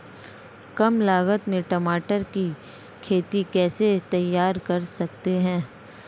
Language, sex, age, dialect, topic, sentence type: Hindi, female, 25-30, Marwari Dhudhari, agriculture, question